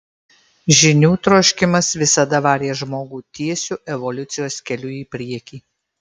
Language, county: Lithuanian, Marijampolė